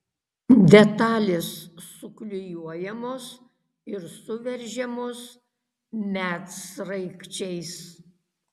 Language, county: Lithuanian, Kaunas